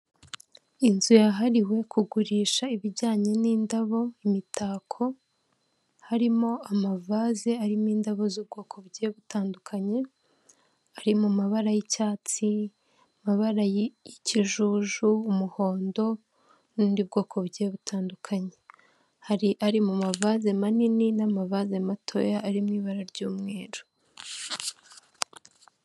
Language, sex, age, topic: Kinyarwanda, female, 18-24, finance